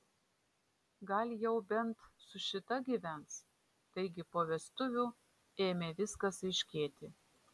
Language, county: Lithuanian, Vilnius